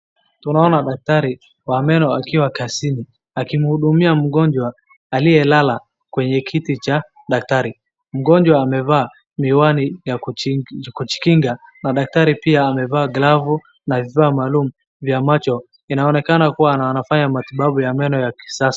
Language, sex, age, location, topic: Swahili, male, 25-35, Wajir, health